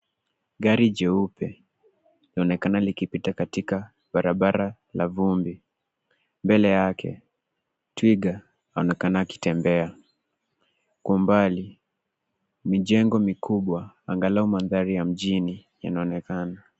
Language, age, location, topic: Swahili, 18-24, Nairobi, government